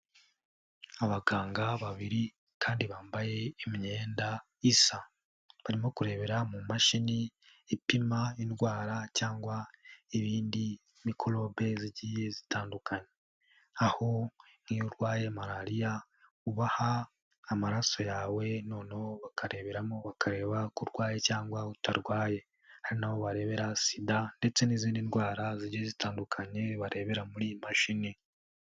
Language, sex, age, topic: Kinyarwanda, male, 18-24, health